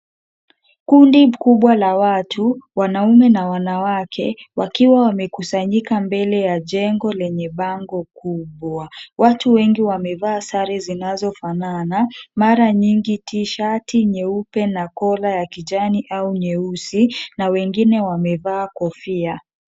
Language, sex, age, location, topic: Swahili, female, 50+, Kisumu, government